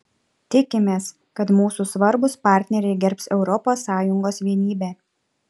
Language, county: Lithuanian, Šiauliai